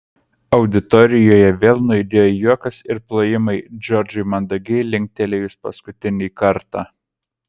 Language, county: Lithuanian, Kaunas